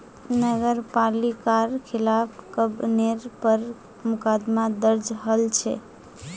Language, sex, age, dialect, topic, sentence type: Magahi, female, 25-30, Northeastern/Surjapuri, banking, statement